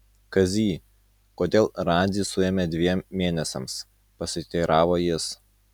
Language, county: Lithuanian, Utena